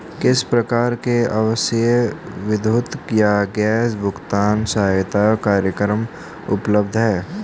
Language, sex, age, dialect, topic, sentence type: Hindi, male, 18-24, Hindustani Malvi Khadi Boli, banking, question